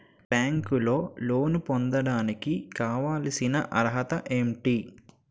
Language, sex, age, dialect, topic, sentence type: Telugu, male, 18-24, Utterandhra, agriculture, question